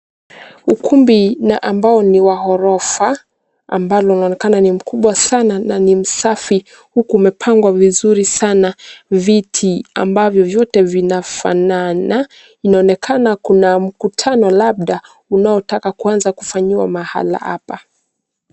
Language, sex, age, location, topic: Swahili, female, 18-24, Nairobi, education